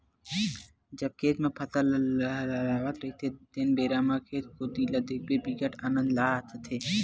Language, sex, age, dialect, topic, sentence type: Chhattisgarhi, male, 18-24, Western/Budati/Khatahi, agriculture, statement